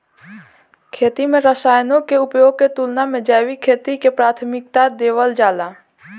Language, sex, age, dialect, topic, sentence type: Bhojpuri, female, 18-24, Southern / Standard, agriculture, statement